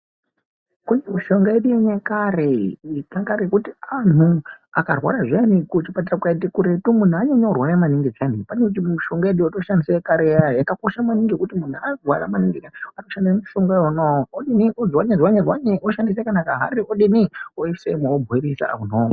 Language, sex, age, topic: Ndau, male, 18-24, health